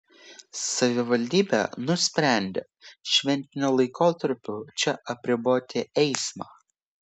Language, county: Lithuanian, Vilnius